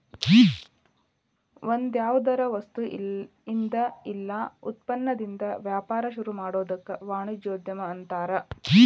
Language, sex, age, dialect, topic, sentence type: Kannada, female, 31-35, Dharwad Kannada, banking, statement